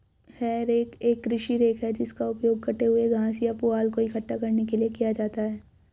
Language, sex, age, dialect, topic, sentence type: Hindi, female, 56-60, Hindustani Malvi Khadi Boli, agriculture, statement